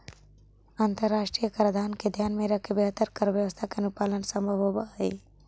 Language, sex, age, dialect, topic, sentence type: Magahi, female, 18-24, Central/Standard, banking, statement